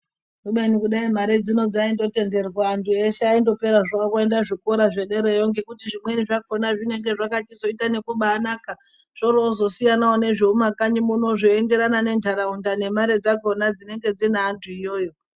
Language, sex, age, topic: Ndau, male, 18-24, education